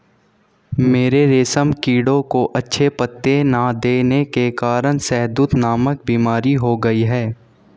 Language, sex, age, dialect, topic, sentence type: Hindi, male, 18-24, Hindustani Malvi Khadi Boli, agriculture, statement